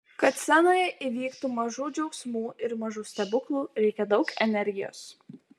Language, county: Lithuanian, Utena